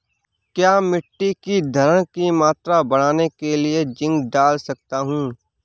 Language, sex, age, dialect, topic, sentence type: Hindi, male, 31-35, Awadhi Bundeli, agriculture, question